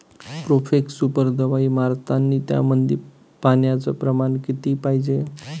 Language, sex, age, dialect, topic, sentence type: Marathi, male, 25-30, Varhadi, agriculture, question